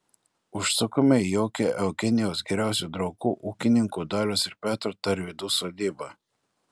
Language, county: Lithuanian, Klaipėda